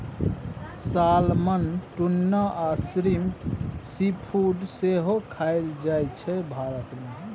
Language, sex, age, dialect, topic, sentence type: Maithili, male, 31-35, Bajjika, agriculture, statement